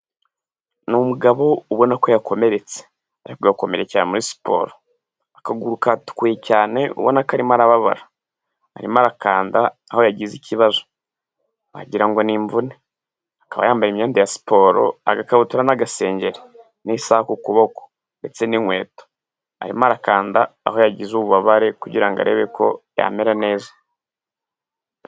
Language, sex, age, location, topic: Kinyarwanda, male, 18-24, Huye, health